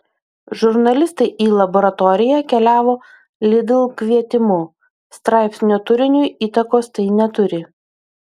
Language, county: Lithuanian, Utena